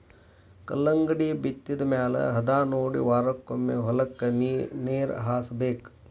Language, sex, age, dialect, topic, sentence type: Kannada, male, 60-100, Dharwad Kannada, agriculture, statement